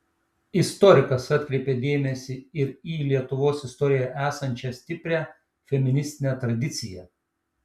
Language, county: Lithuanian, Šiauliai